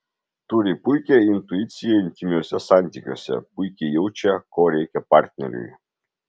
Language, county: Lithuanian, Marijampolė